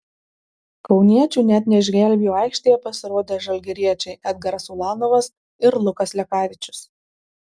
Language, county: Lithuanian, Marijampolė